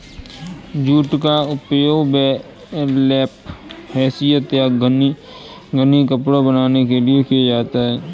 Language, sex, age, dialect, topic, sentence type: Hindi, male, 25-30, Kanauji Braj Bhasha, agriculture, statement